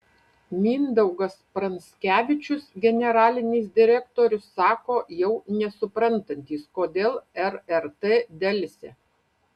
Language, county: Lithuanian, Panevėžys